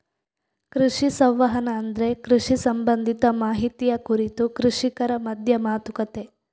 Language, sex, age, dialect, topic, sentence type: Kannada, female, 46-50, Coastal/Dakshin, agriculture, statement